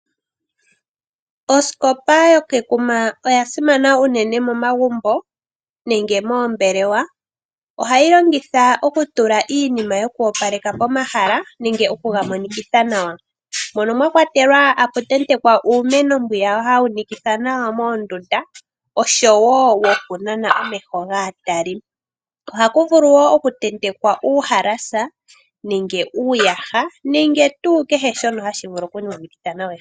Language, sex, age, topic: Oshiwambo, female, 18-24, finance